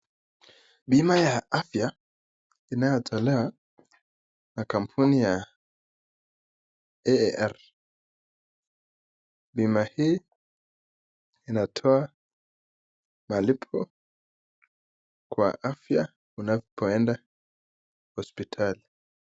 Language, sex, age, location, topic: Swahili, male, 25-35, Nakuru, finance